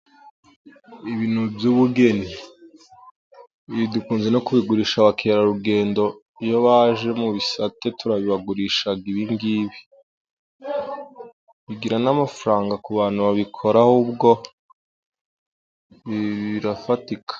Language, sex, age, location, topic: Kinyarwanda, male, 18-24, Musanze, government